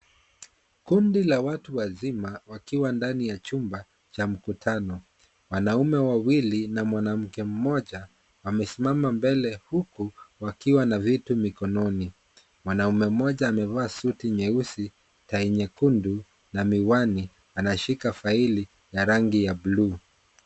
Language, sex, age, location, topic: Swahili, male, 36-49, Kisii, government